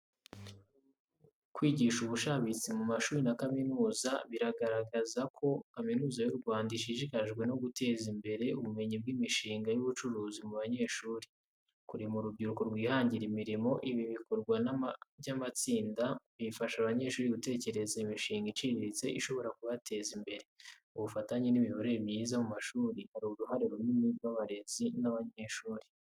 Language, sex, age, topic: Kinyarwanda, male, 18-24, education